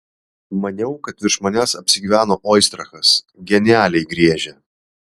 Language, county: Lithuanian, Vilnius